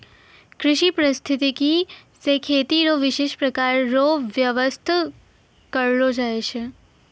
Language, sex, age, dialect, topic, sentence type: Maithili, female, 56-60, Angika, agriculture, statement